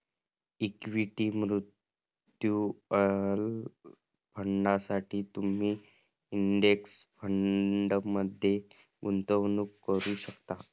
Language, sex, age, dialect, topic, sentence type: Marathi, male, 18-24, Varhadi, banking, statement